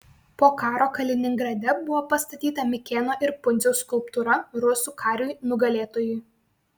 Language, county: Lithuanian, Vilnius